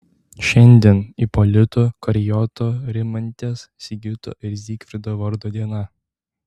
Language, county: Lithuanian, Tauragė